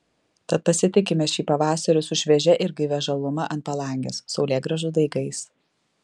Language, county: Lithuanian, Klaipėda